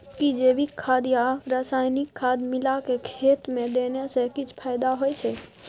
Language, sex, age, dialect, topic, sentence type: Maithili, female, 18-24, Bajjika, agriculture, question